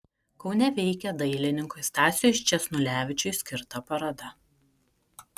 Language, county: Lithuanian, Kaunas